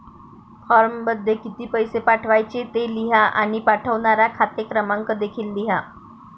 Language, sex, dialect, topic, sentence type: Marathi, female, Varhadi, banking, statement